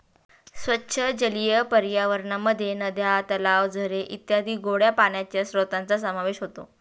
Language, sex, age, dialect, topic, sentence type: Marathi, female, 31-35, Standard Marathi, agriculture, statement